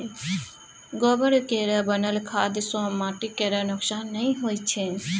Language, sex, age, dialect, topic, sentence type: Maithili, female, 25-30, Bajjika, agriculture, statement